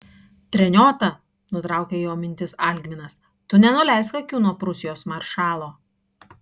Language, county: Lithuanian, Kaunas